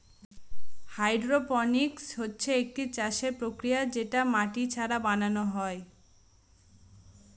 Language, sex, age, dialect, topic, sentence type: Bengali, female, 18-24, Northern/Varendri, agriculture, statement